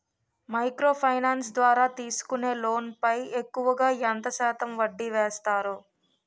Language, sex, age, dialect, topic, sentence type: Telugu, female, 18-24, Utterandhra, banking, question